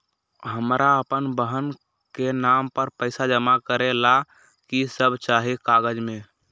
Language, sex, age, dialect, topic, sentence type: Magahi, male, 18-24, Western, banking, question